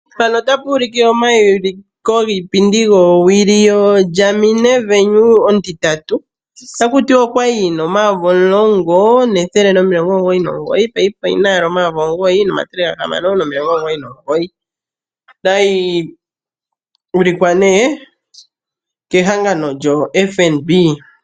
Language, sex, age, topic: Oshiwambo, female, 25-35, finance